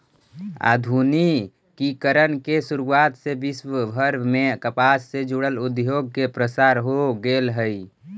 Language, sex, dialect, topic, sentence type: Magahi, male, Central/Standard, agriculture, statement